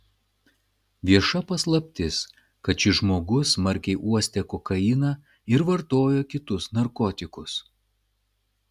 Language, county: Lithuanian, Klaipėda